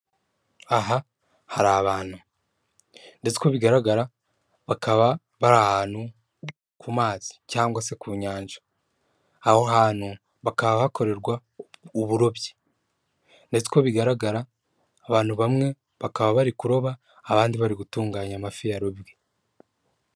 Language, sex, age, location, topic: Kinyarwanda, female, 36-49, Kigali, finance